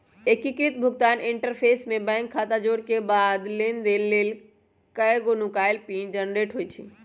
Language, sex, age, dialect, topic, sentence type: Magahi, male, 18-24, Western, banking, statement